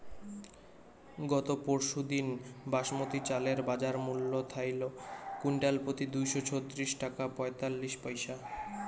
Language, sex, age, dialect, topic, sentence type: Bengali, male, 18-24, Rajbangshi, agriculture, statement